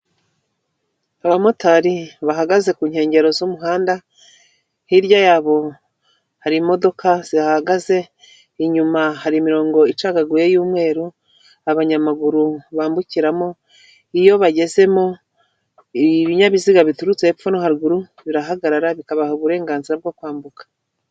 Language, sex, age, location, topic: Kinyarwanda, female, 36-49, Kigali, government